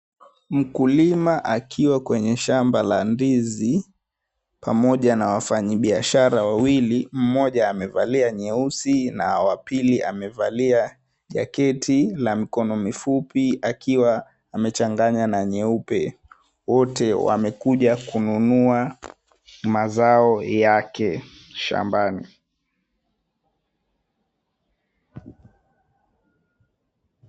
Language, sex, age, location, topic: Swahili, male, 25-35, Mombasa, agriculture